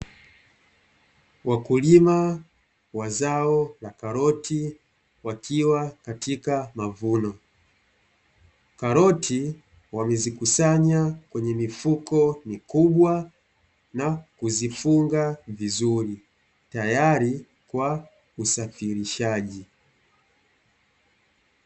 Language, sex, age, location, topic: Swahili, male, 25-35, Dar es Salaam, agriculture